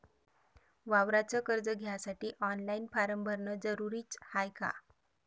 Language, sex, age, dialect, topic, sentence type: Marathi, female, 36-40, Varhadi, banking, question